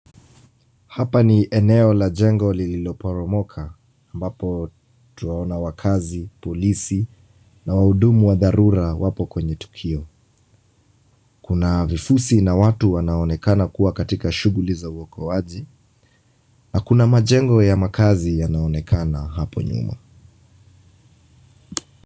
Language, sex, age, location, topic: Swahili, male, 25-35, Kisumu, health